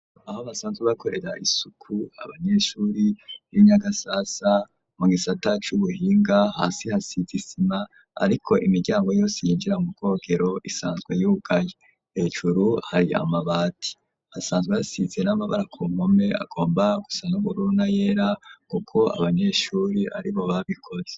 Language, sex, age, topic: Rundi, male, 25-35, education